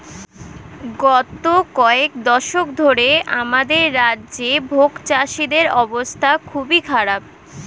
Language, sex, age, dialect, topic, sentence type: Bengali, female, 18-24, Standard Colloquial, agriculture, statement